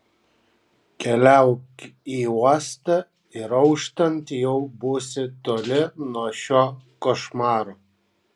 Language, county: Lithuanian, Kaunas